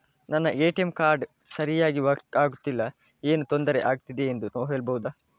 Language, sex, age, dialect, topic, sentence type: Kannada, male, 25-30, Coastal/Dakshin, banking, question